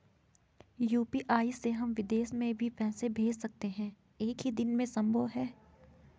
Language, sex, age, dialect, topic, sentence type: Hindi, female, 18-24, Garhwali, banking, question